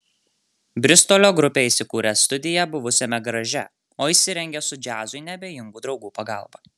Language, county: Lithuanian, Marijampolė